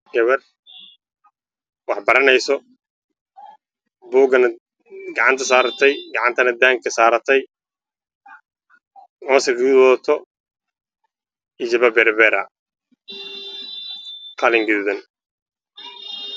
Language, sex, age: Somali, male, 18-24